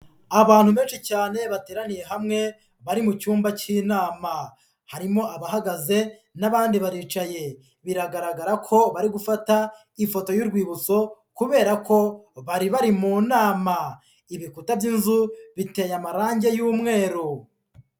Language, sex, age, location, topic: Kinyarwanda, female, 18-24, Huye, health